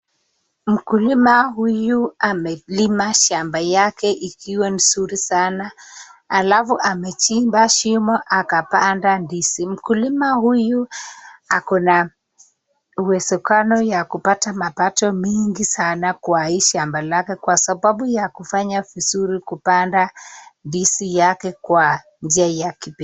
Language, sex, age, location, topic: Swahili, female, 25-35, Nakuru, agriculture